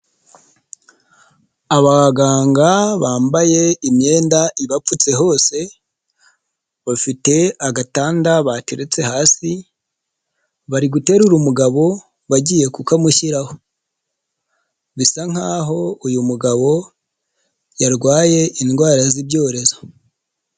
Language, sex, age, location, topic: Kinyarwanda, male, 25-35, Nyagatare, health